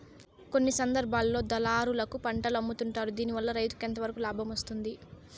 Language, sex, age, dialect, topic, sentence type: Telugu, female, 18-24, Southern, agriculture, question